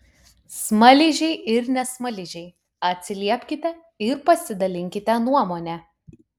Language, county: Lithuanian, Utena